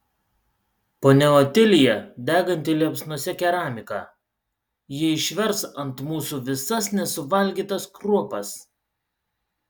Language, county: Lithuanian, Utena